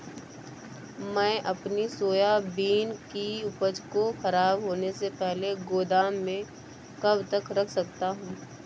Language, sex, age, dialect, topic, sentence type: Hindi, female, 18-24, Awadhi Bundeli, agriculture, question